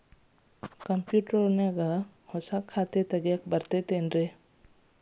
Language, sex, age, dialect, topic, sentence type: Kannada, female, 31-35, Dharwad Kannada, banking, question